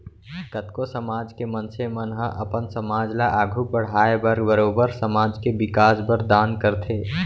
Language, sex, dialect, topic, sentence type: Chhattisgarhi, male, Central, banking, statement